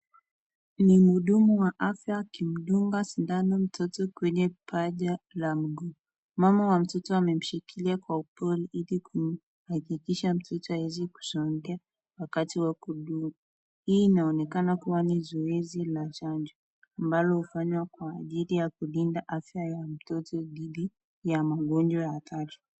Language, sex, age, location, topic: Swahili, female, 25-35, Nakuru, health